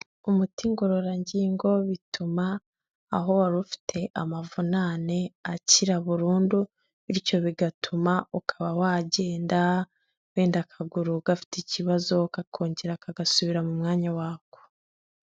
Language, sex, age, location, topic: Kinyarwanda, female, 25-35, Kigali, health